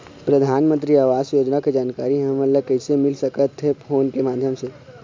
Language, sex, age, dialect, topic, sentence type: Chhattisgarhi, male, 18-24, Eastern, banking, question